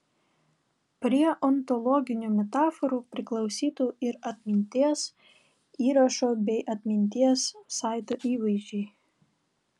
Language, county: Lithuanian, Vilnius